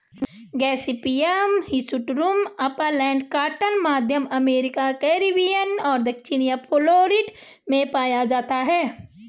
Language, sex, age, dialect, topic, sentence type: Hindi, female, 25-30, Garhwali, agriculture, statement